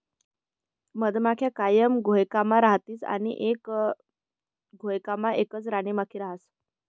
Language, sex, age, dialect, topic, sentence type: Marathi, female, 18-24, Northern Konkan, agriculture, statement